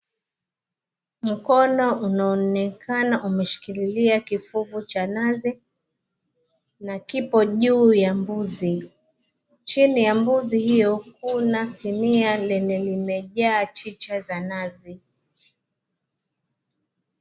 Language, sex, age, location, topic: Swahili, female, 25-35, Mombasa, agriculture